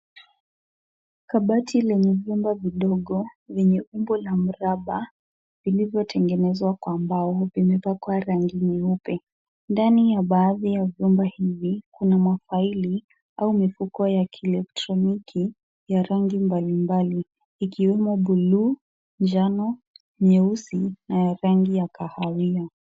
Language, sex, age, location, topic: Swahili, female, 36-49, Kisumu, education